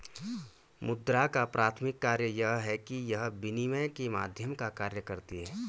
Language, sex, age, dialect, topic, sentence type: Hindi, male, 31-35, Garhwali, banking, statement